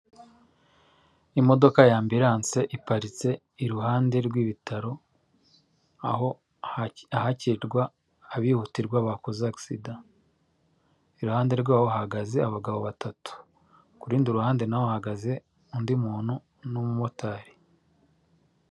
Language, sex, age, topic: Kinyarwanda, male, 36-49, government